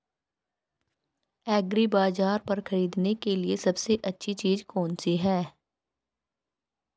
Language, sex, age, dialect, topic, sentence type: Hindi, female, 31-35, Marwari Dhudhari, agriculture, question